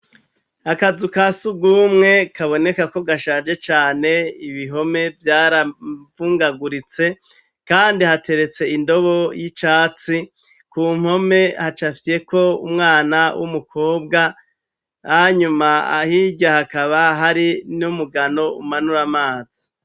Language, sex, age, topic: Rundi, male, 36-49, education